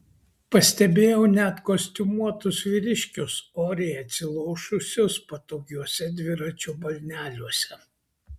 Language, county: Lithuanian, Kaunas